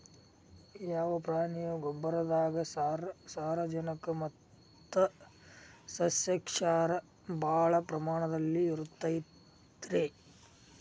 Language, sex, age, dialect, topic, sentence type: Kannada, male, 46-50, Dharwad Kannada, agriculture, question